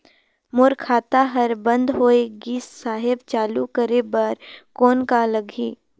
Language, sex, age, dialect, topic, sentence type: Chhattisgarhi, female, 18-24, Northern/Bhandar, banking, question